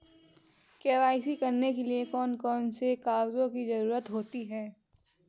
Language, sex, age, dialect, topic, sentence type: Hindi, male, 18-24, Kanauji Braj Bhasha, banking, question